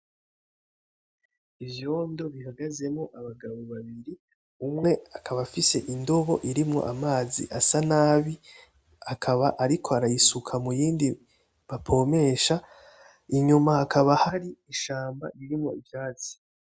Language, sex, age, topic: Rundi, male, 18-24, agriculture